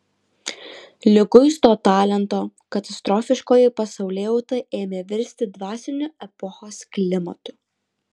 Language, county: Lithuanian, Alytus